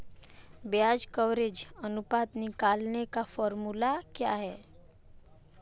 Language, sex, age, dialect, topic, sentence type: Hindi, female, 18-24, Marwari Dhudhari, banking, statement